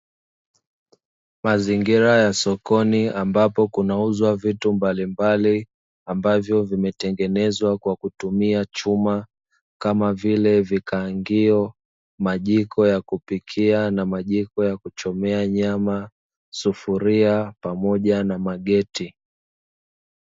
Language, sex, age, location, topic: Swahili, male, 25-35, Dar es Salaam, finance